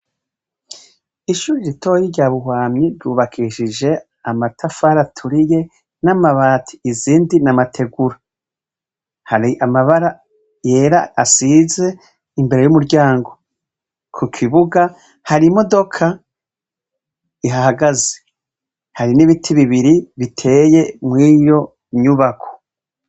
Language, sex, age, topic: Rundi, female, 25-35, education